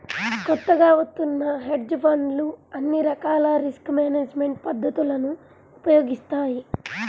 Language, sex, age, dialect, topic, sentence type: Telugu, female, 46-50, Central/Coastal, banking, statement